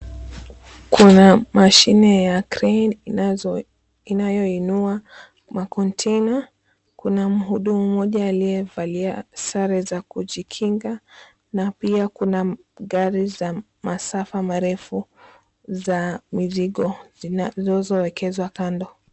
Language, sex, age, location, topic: Swahili, female, 25-35, Mombasa, government